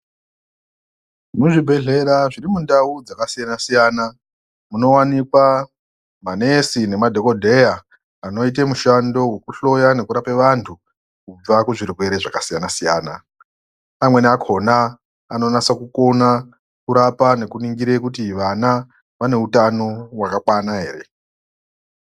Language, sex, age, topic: Ndau, female, 25-35, health